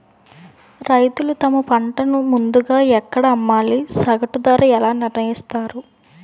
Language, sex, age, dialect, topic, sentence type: Telugu, female, 18-24, Utterandhra, agriculture, question